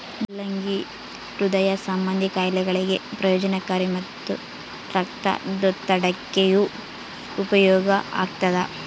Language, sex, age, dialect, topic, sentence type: Kannada, female, 18-24, Central, agriculture, statement